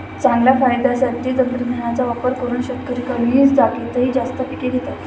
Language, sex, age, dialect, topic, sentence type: Marathi, male, 18-24, Standard Marathi, agriculture, statement